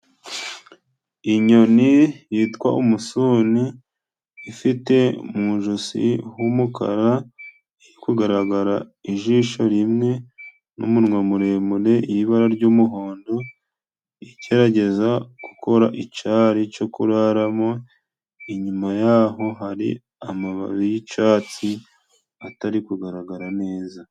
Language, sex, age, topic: Kinyarwanda, male, 25-35, agriculture